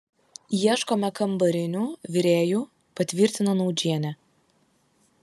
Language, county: Lithuanian, Kaunas